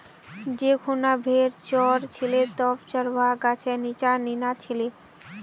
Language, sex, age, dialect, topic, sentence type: Magahi, female, 18-24, Northeastern/Surjapuri, agriculture, statement